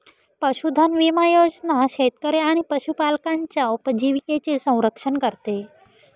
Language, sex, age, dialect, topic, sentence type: Marathi, female, 18-24, Northern Konkan, agriculture, statement